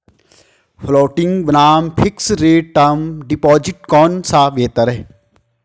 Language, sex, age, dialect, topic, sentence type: Hindi, male, 25-30, Hindustani Malvi Khadi Boli, banking, question